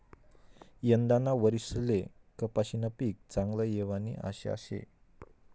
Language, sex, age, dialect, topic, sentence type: Marathi, male, 25-30, Northern Konkan, banking, statement